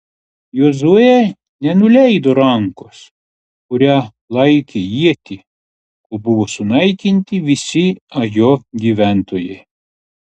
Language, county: Lithuanian, Klaipėda